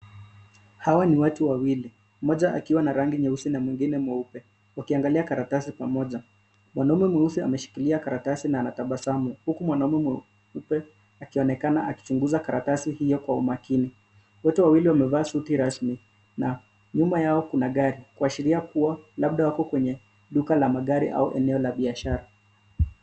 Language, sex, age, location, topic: Swahili, male, 25-35, Nairobi, finance